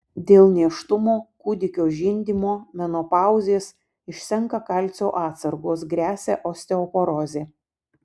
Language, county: Lithuanian, Vilnius